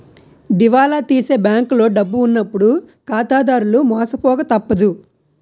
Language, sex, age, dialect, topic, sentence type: Telugu, male, 18-24, Utterandhra, banking, statement